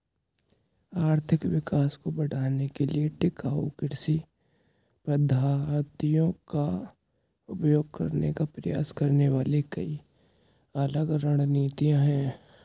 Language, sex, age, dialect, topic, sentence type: Hindi, male, 18-24, Hindustani Malvi Khadi Boli, agriculture, statement